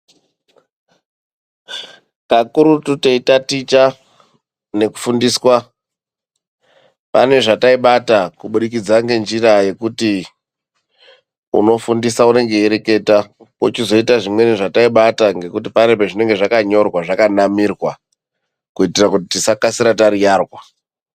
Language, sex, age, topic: Ndau, male, 25-35, education